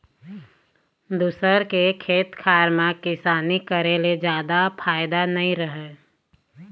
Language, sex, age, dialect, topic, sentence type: Chhattisgarhi, female, 31-35, Eastern, agriculture, statement